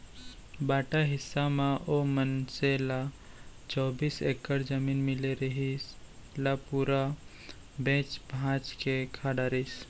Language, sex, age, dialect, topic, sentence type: Chhattisgarhi, male, 18-24, Central, banking, statement